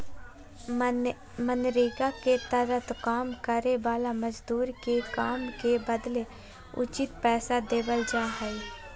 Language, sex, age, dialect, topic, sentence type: Magahi, female, 18-24, Southern, banking, statement